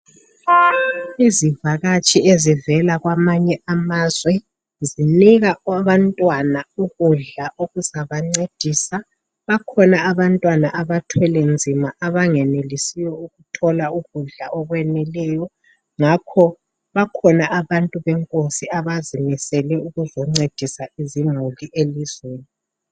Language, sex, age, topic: North Ndebele, male, 50+, health